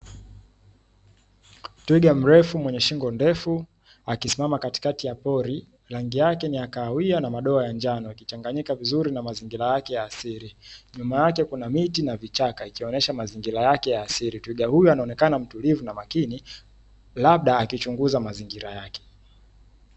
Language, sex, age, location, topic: Swahili, male, 18-24, Dar es Salaam, agriculture